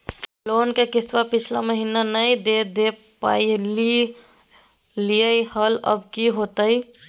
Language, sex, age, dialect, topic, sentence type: Magahi, female, 18-24, Southern, banking, question